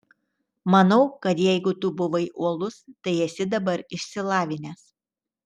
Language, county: Lithuanian, Telšiai